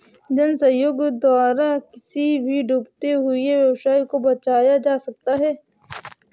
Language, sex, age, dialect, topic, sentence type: Hindi, female, 56-60, Awadhi Bundeli, banking, statement